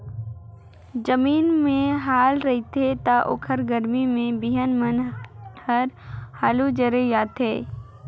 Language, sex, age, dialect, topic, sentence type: Chhattisgarhi, female, 56-60, Northern/Bhandar, agriculture, statement